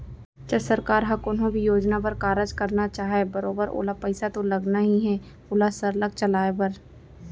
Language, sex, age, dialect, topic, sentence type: Chhattisgarhi, female, 18-24, Central, banking, statement